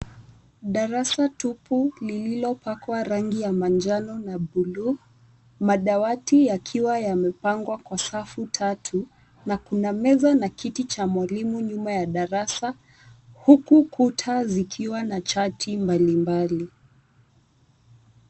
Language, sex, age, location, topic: Swahili, female, 18-24, Nairobi, education